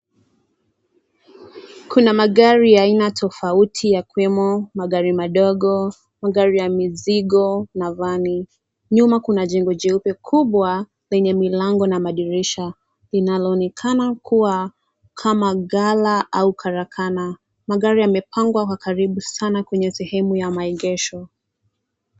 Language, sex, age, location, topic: Swahili, female, 18-24, Nakuru, finance